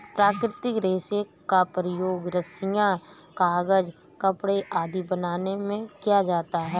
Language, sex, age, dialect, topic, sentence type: Hindi, female, 31-35, Awadhi Bundeli, agriculture, statement